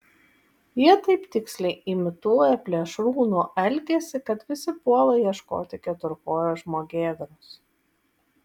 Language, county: Lithuanian, Vilnius